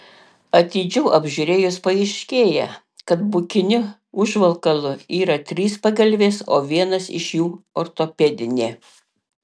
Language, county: Lithuanian, Panevėžys